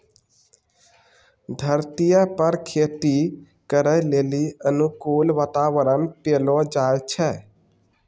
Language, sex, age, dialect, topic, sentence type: Maithili, male, 18-24, Angika, agriculture, statement